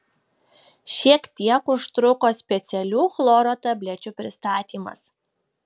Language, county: Lithuanian, Šiauliai